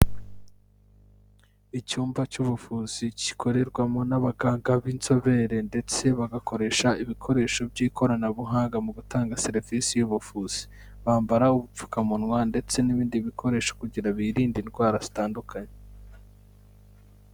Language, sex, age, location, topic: Kinyarwanda, male, 25-35, Kigali, health